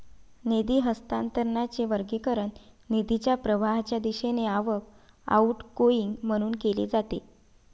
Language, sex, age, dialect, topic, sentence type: Marathi, female, 25-30, Varhadi, banking, statement